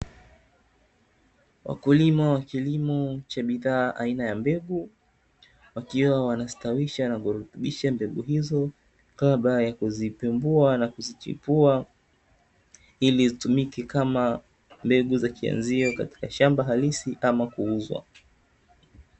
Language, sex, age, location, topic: Swahili, male, 18-24, Dar es Salaam, agriculture